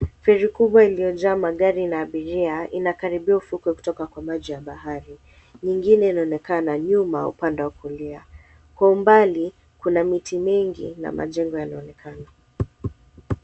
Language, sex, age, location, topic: Swahili, female, 18-24, Mombasa, government